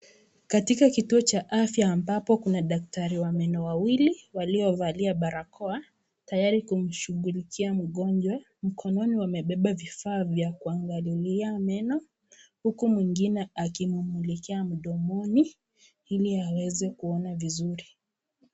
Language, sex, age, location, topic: Swahili, female, 25-35, Kisii, health